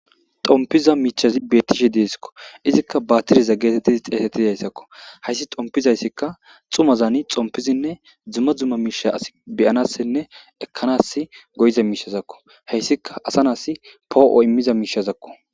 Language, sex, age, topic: Gamo, male, 25-35, government